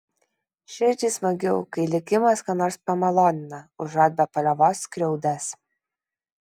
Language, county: Lithuanian, Kaunas